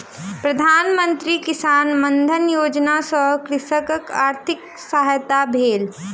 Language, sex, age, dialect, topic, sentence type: Maithili, female, 18-24, Southern/Standard, agriculture, statement